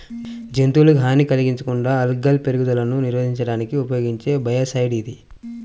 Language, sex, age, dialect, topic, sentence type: Telugu, male, 41-45, Central/Coastal, agriculture, statement